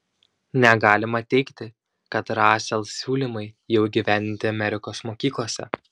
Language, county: Lithuanian, Šiauliai